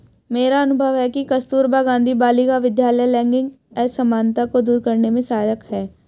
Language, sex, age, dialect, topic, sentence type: Hindi, male, 18-24, Hindustani Malvi Khadi Boli, banking, statement